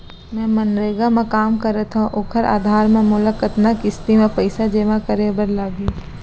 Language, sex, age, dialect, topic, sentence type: Chhattisgarhi, female, 25-30, Central, banking, question